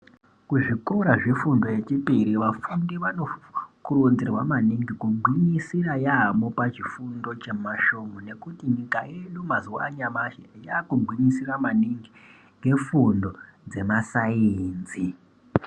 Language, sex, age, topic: Ndau, male, 18-24, education